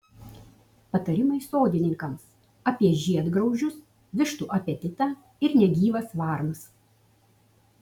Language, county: Lithuanian, Utena